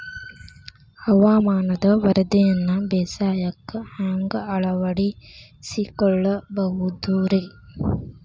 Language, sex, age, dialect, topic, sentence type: Kannada, female, 25-30, Dharwad Kannada, agriculture, question